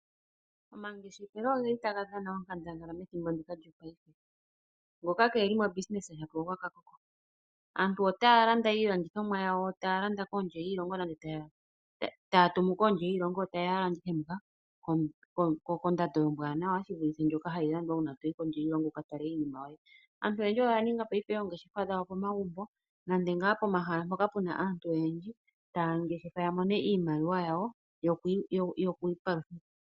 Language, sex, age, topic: Oshiwambo, female, 25-35, finance